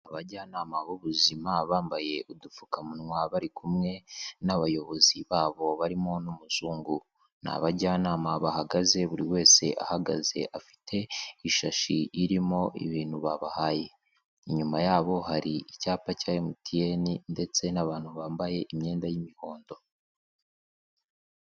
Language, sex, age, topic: Kinyarwanda, male, 18-24, health